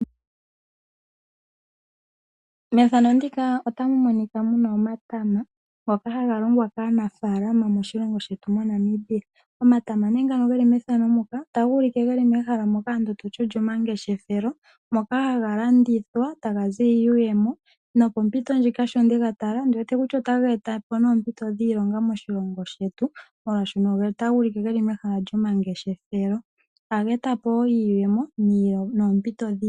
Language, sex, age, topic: Oshiwambo, female, 18-24, agriculture